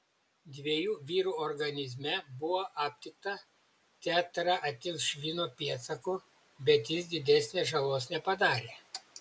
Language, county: Lithuanian, Šiauliai